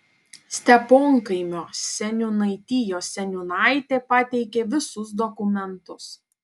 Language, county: Lithuanian, Panevėžys